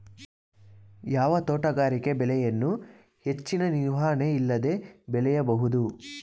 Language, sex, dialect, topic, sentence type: Kannada, male, Mysore Kannada, agriculture, question